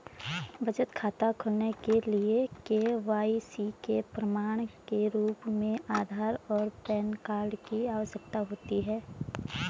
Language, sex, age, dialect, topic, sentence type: Hindi, female, 25-30, Garhwali, banking, statement